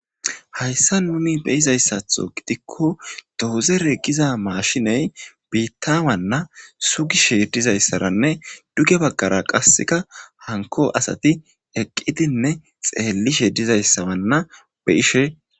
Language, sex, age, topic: Gamo, female, 18-24, government